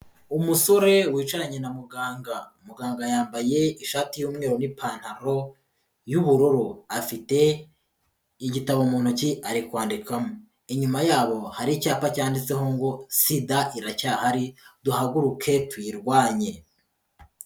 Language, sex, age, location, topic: Kinyarwanda, male, 25-35, Huye, health